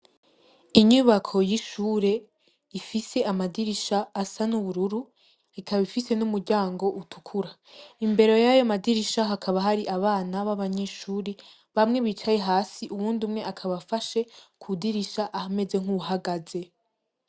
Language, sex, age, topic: Rundi, female, 18-24, education